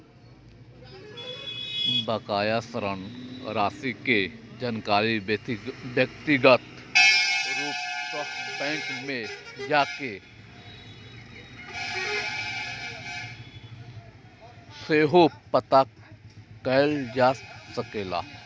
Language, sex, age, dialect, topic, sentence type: Maithili, male, 31-35, Eastern / Thethi, banking, statement